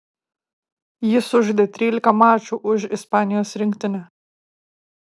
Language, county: Lithuanian, Kaunas